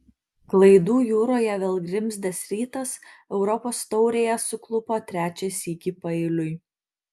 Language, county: Lithuanian, Marijampolė